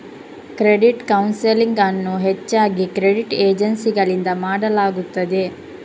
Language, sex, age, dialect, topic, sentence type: Kannada, female, 18-24, Coastal/Dakshin, banking, statement